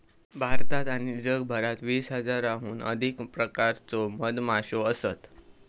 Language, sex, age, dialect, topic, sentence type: Marathi, male, 18-24, Southern Konkan, agriculture, statement